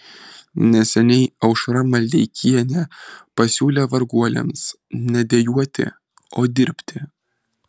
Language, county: Lithuanian, Vilnius